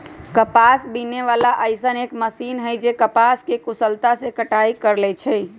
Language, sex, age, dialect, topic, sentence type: Magahi, female, 25-30, Western, agriculture, statement